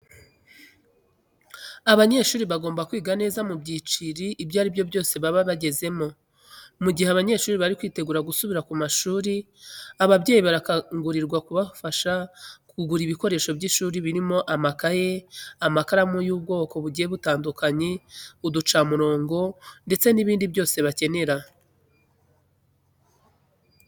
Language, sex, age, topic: Kinyarwanda, female, 25-35, education